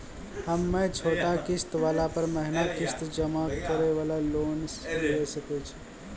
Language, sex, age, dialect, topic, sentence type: Maithili, male, 18-24, Angika, banking, question